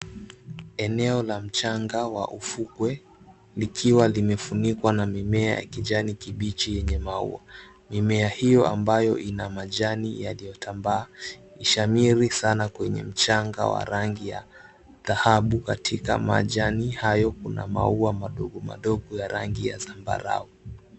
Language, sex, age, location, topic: Swahili, male, 18-24, Mombasa, government